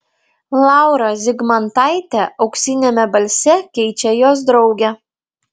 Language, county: Lithuanian, Vilnius